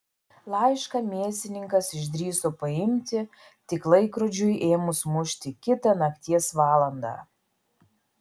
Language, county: Lithuanian, Vilnius